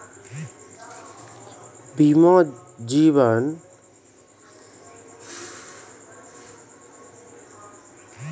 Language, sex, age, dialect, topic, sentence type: Maithili, male, 41-45, Angika, banking, statement